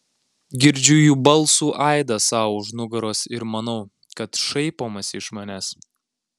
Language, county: Lithuanian, Alytus